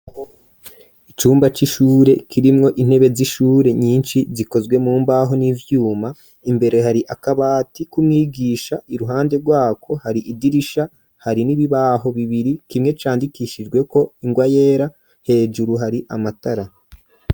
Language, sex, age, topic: Rundi, male, 25-35, education